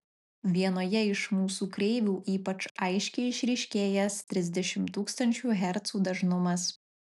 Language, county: Lithuanian, Alytus